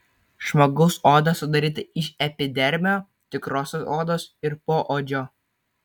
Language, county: Lithuanian, Kaunas